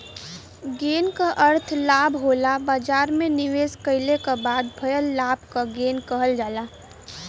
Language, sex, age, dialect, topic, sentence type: Bhojpuri, female, 18-24, Western, banking, statement